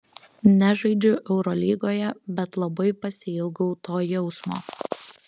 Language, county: Lithuanian, Kaunas